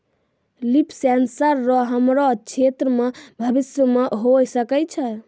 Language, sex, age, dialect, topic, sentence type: Maithili, female, 18-24, Angika, agriculture, statement